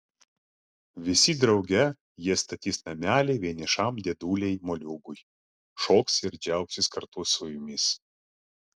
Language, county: Lithuanian, Klaipėda